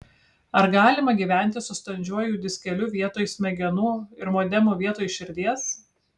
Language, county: Lithuanian, Kaunas